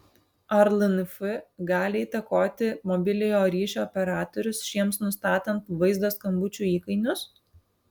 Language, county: Lithuanian, Alytus